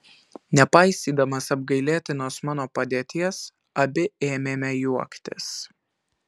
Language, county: Lithuanian, Alytus